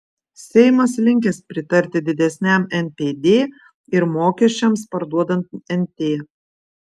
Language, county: Lithuanian, Vilnius